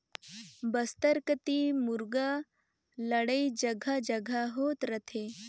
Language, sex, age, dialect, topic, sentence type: Chhattisgarhi, female, 51-55, Northern/Bhandar, agriculture, statement